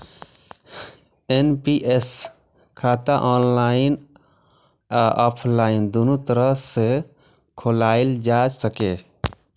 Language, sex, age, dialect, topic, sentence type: Maithili, male, 25-30, Eastern / Thethi, banking, statement